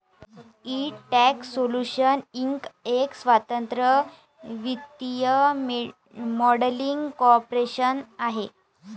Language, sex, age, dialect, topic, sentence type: Marathi, female, 18-24, Varhadi, banking, statement